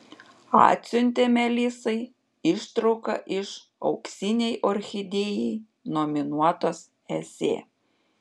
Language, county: Lithuanian, Panevėžys